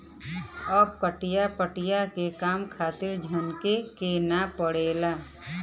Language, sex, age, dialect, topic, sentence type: Bhojpuri, female, <18, Western, agriculture, statement